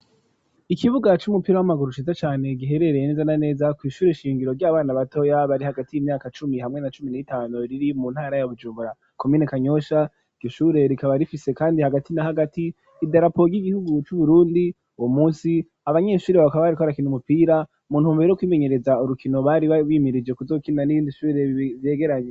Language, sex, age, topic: Rundi, female, 18-24, education